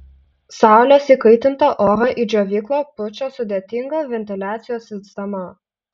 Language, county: Lithuanian, Utena